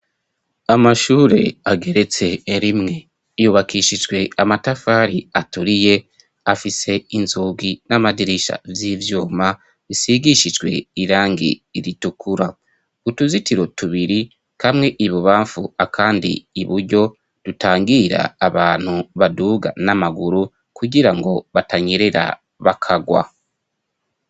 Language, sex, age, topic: Rundi, female, 25-35, education